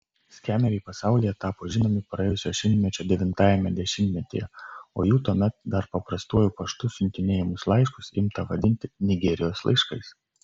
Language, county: Lithuanian, Kaunas